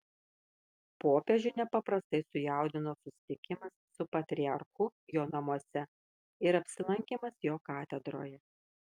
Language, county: Lithuanian, Kaunas